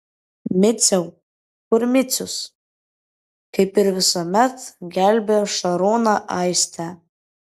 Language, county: Lithuanian, Vilnius